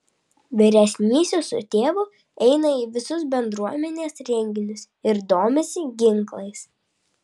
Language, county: Lithuanian, Vilnius